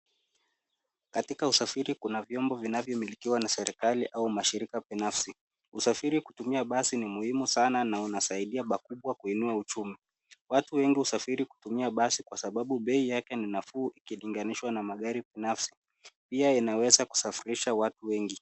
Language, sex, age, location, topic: Swahili, male, 18-24, Nairobi, government